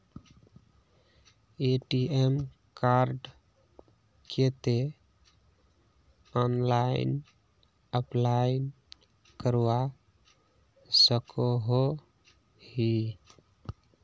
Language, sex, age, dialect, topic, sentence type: Magahi, male, 18-24, Northeastern/Surjapuri, banking, question